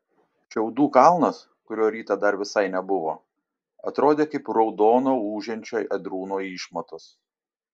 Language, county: Lithuanian, Šiauliai